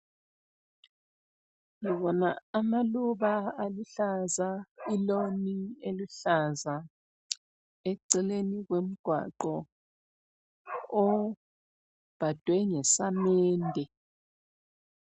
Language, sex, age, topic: North Ndebele, female, 25-35, health